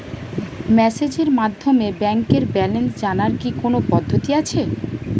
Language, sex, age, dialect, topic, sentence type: Bengali, female, 36-40, Standard Colloquial, banking, question